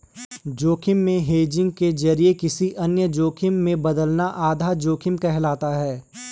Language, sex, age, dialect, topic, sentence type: Hindi, male, 18-24, Garhwali, banking, statement